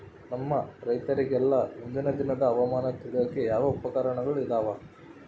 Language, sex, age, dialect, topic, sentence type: Kannada, male, 25-30, Central, agriculture, question